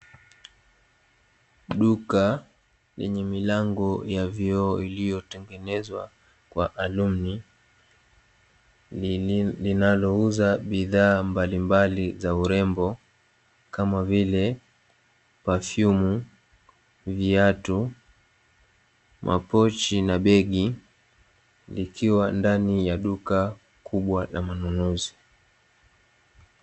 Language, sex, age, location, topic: Swahili, male, 18-24, Dar es Salaam, finance